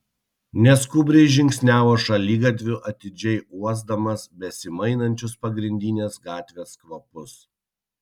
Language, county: Lithuanian, Kaunas